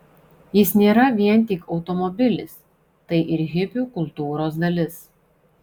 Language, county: Lithuanian, Šiauliai